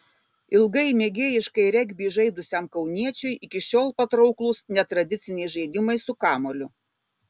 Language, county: Lithuanian, Kaunas